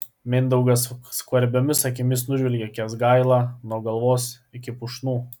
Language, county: Lithuanian, Klaipėda